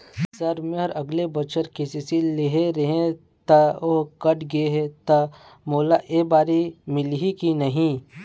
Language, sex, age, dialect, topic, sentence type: Chhattisgarhi, male, 60-100, Eastern, banking, question